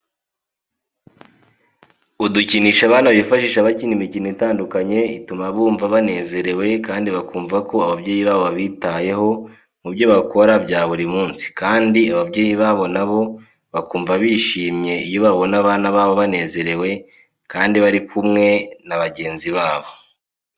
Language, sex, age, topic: Kinyarwanda, male, 18-24, education